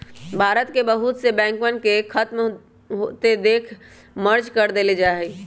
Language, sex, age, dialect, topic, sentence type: Magahi, male, 18-24, Western, banking, statement